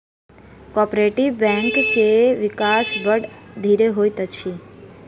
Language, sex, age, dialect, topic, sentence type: Maithili, female, 46-50, Southern/Standard, banking, statement